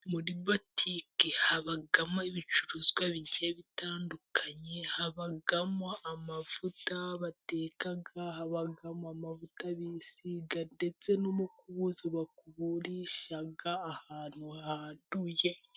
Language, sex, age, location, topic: Kinyarwanda, female, 18-24, Musanze, finance